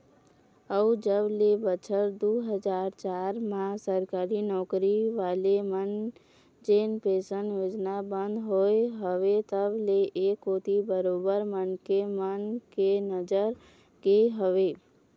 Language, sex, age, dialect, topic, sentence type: Chhattisgarhi, female, 18-24, Eastern, banking, statement